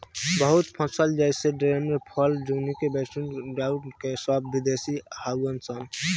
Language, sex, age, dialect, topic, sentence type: Bhojpuri, male, 18-24, Southern / Standard, agriculture, statement